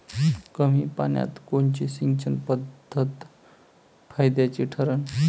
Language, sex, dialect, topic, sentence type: Marathi, male, Varhadi, agriculture, question